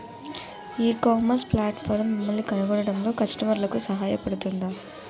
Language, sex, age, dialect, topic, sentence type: Telugu, female, 18-24, Utterandhra, agriculture, question